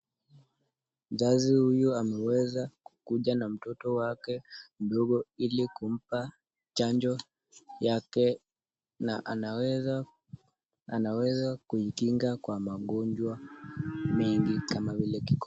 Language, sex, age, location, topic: Swahili, male, 25-35, Nakuru, health